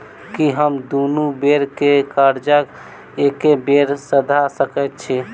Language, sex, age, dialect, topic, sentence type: Maithili, male, 18-24, Southern/Standard, banking, question